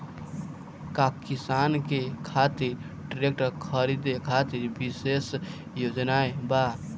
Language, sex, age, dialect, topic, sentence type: Bhojpuri, male, <18, Northern, agriculture, statement